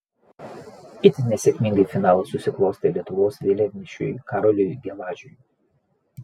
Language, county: Lithuanian, Vilnius